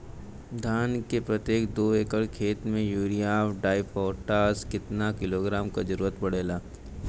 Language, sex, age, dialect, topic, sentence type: Bhojpuri, male, 18-24, Western, agriculture, question